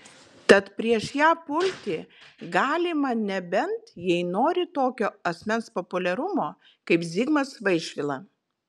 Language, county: Lithuanian, Vilnius